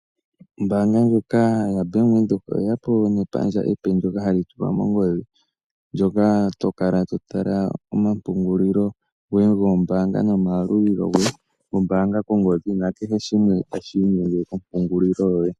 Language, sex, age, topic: Oshiwambo, male, 18-24, finance